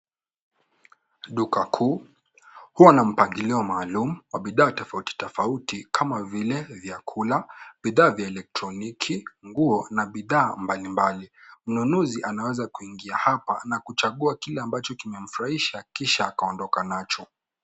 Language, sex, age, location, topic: Swahili, male, 18-24, Nairobi, finance